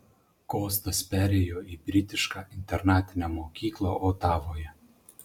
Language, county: Lithuanian, Panevėžys